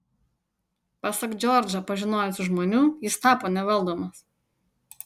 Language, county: Lithuanian, Utena